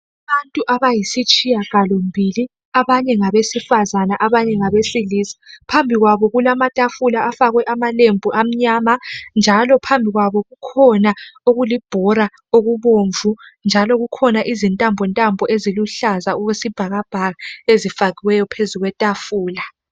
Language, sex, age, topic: North Ndebele, female, 18-24, health